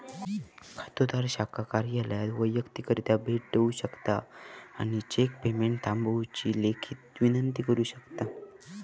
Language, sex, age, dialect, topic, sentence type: Marathi, male, 31-35, Southern Konkan, banking, statement